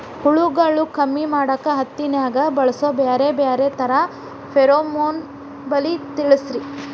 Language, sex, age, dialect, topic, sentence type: Kannada, female, 31-35, Dharwad Kannada, agriculture, question